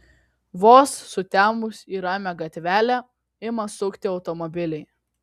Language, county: Lithuanian, Kaunas